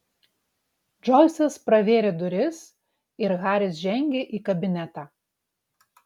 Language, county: Lithuanian, Utena